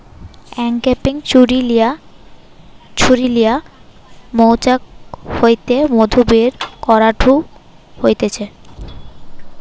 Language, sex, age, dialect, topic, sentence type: Bengali, female, 18-24, Western, agriculture, statement